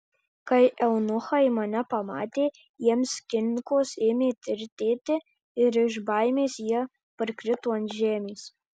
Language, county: Lithuanian, Marijampolė